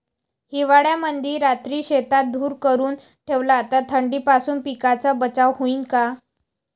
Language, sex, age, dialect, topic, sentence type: Marathi, female, 18-24, Varhadi, agriculture, question